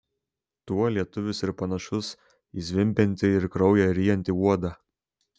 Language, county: Lithuanian, Šiauliai